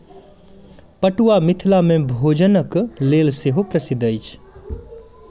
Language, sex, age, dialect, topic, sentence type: Maithili, male, 25-30, Southern/Standard, agriculture, statement